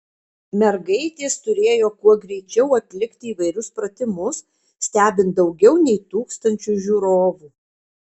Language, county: Lithuanian, Kaunas